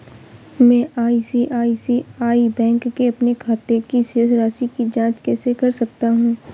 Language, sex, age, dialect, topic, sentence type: Hindi, female, 18-24, Awadhi Bundeli, banking, question